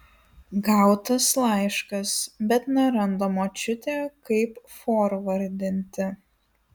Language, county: Lithuanian, Alytus